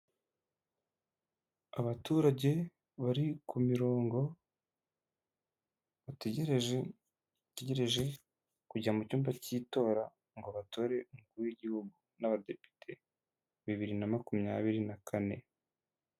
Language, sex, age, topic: Kinyarwanda, male, 18-24, government